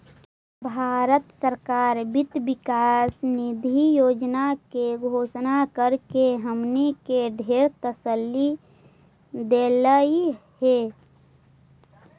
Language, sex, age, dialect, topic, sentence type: Magahi, female, 18-24, Central/Standard, banking, statement